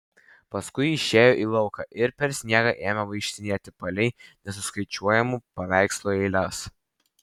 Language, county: Lithuanian, Vilnius